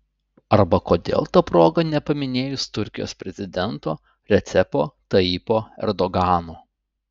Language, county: Lithuanian, Utena